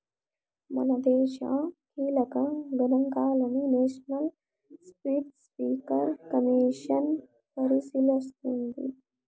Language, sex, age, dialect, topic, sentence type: Telugu, female, 18-24, Southern, banking, statement